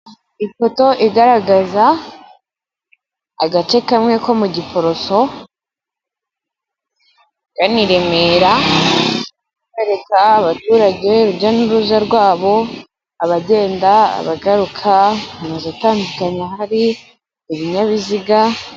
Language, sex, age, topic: Kinyarwanda, female, 18-24, government